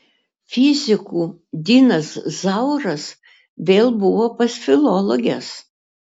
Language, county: Lithuanian, Utena